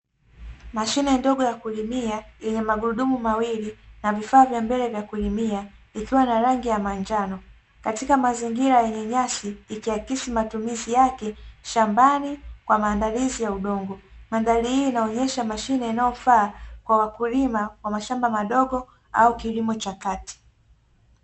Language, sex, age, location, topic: Swahili, female, 18-24, Dar es Salaam, agriculture